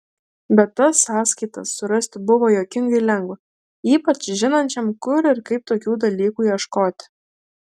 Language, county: Lithuanian, Klaipėda